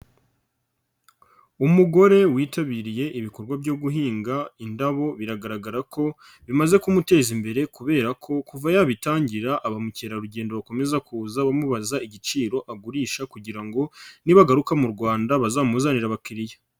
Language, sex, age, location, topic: Kinyarwanda, male, 25-35, Nyagatare, agriculture